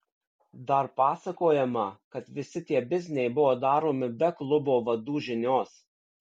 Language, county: Lithuanian, Kaunas